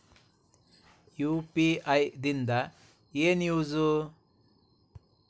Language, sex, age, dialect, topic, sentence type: Kannada, male, 46-50, Dharwad Kannada, banking, question